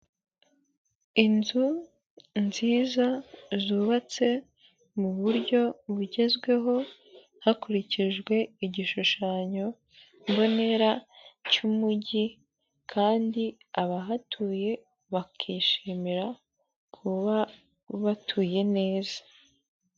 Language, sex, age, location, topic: Kinyarwanda, male, 50+, Kigali, government